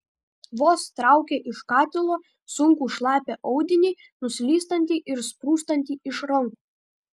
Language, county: Lithuanian, Kaunas